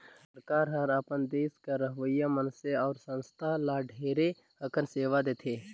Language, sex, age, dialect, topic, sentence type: Chhattisgarhi, male, 51-55, Northern/Bhandar, banking, statement